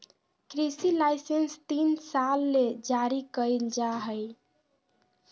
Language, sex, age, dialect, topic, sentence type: Magahi, female, 56-60, Southern, agriculture, statement